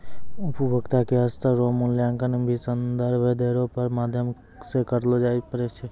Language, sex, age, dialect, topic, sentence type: Maithili, male, 18-24, Angika, banking, statement